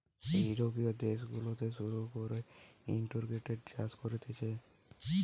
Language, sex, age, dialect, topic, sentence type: Bengali, male, 18-24, Western, agriculture, statement